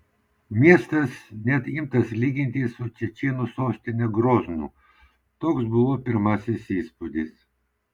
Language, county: Lithuanian, Vilnius